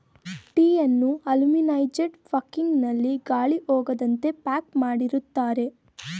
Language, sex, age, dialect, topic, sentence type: Kannada, female, 18-24, Mysore Kannada, agriculture, statement